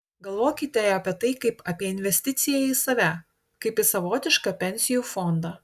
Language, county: Lithuanian, Utena